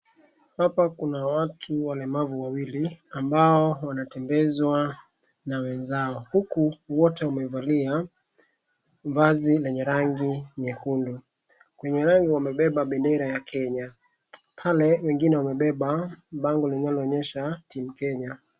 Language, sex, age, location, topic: Swahili, male, 25-35, Wajir, education